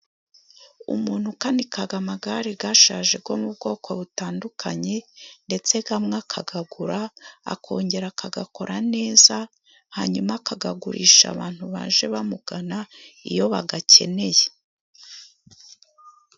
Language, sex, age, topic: Kinyarwanda, female, 36-49, finance